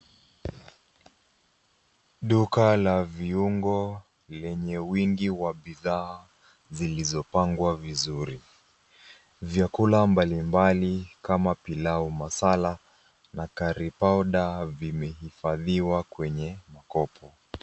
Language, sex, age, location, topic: Swahili, female, 25-35, Nairobi, finance